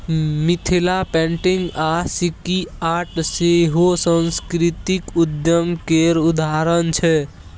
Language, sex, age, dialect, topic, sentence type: Maithili, male, 18-24, Bajjika, banking, statement